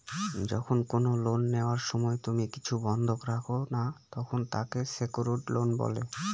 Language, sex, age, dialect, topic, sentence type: Bengali, male, 25-30, Northern/Varendri, banking, statement